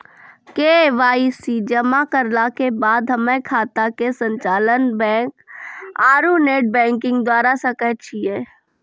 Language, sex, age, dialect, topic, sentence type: Maithili, female, 36-40, Angika, banking, question